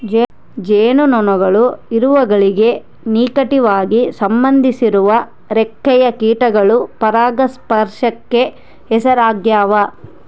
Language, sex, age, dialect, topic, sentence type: Kannada, female, 31-35, Central, agriculture, statement